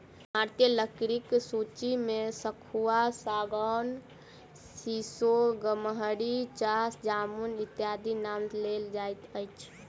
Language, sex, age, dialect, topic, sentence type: Maithili, female, 18-24, Southern/Standard, agriculture, statement